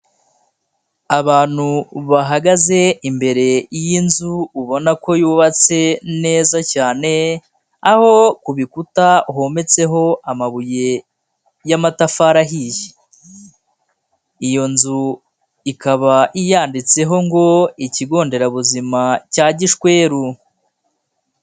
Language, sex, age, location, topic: Kinyarwanda, female, 25-35, Huye, health